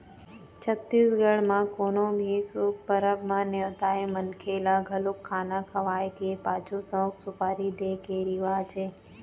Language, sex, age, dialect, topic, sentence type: Chhattisgarhi, female, 18-24, Eastern, agriculture, statement